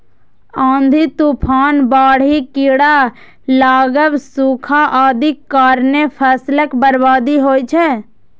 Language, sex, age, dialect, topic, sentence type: Maithili, female, 18-24, Eastern / Thethi, agriculture, statement